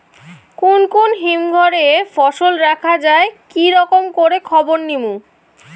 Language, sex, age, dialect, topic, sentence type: Bengali, female, 18-24, Rajbangshi, agriculture, question